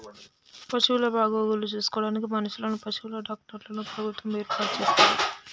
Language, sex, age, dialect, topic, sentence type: Telugu, male, 18-24, Telangana, agriculture, statement